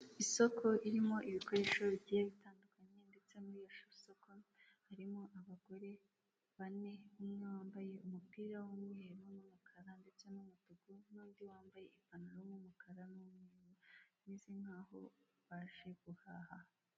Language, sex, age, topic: Kinyarwanda, female, 18-24, finance